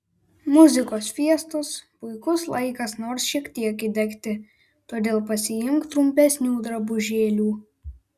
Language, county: Lithuanian, Vilnius